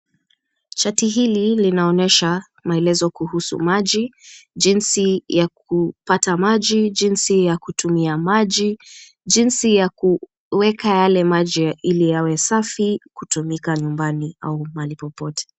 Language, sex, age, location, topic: Swahili, female, 25-35, Kisumu, education